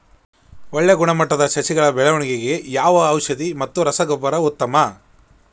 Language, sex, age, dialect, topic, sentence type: Kannada, male, 25-30, Central, agriculture, question